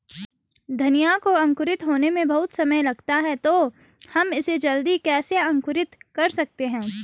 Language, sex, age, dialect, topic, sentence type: Hindi, female, 36-40, Garhwali, agriculture, question